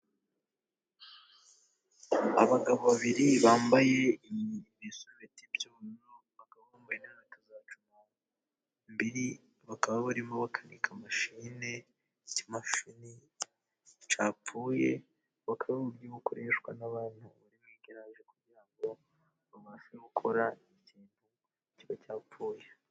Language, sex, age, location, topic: Kinyarwanda, male, 18-24, Musanze, education